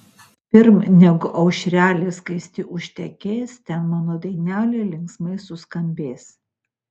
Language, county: Lithuanian, Utena